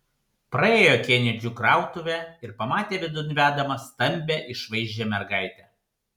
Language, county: Lithuanian, Panevėžys